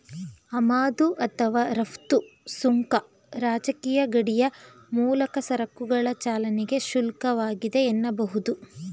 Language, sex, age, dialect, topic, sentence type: Kannada, female, 18-24, Mysore Kannada, banking, statement